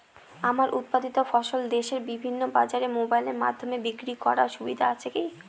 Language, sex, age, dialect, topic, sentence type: Bengali, female, 31-35, Northern/Varendri, agriculture, question